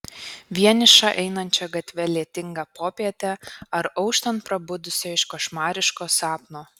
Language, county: Lithuanian, Kaunas